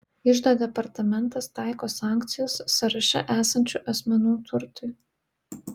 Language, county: Lithuanian, Vilnius